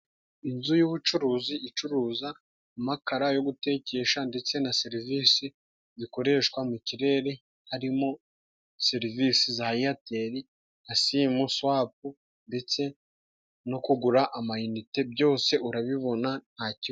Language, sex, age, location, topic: Kinyarwanda, male, 25-35, Musanze, finance